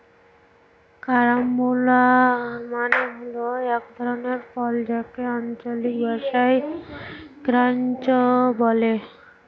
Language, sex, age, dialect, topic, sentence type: Bengali, female, 18-24, Northern/Varendri, agriculture, statement